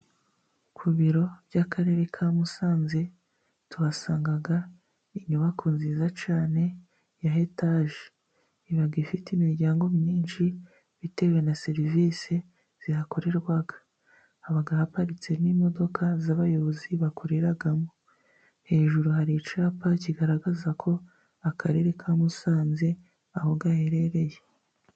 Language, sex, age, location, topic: Kinyarwanda, female, 25-35, Musanze, government